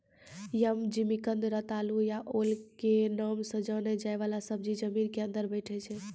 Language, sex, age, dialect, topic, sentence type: Maithili, female, 25-30, Angika, agriculture, statement